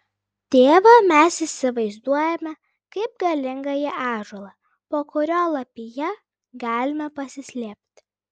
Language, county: Lithuanian, Klaipėda